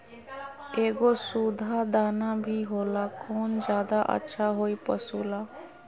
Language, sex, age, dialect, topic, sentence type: Magahi, female, 25-30, Western, agriculture, question